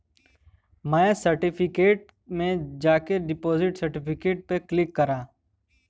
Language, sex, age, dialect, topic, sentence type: Bhojpuri, male, 18-24, Western, banking, statement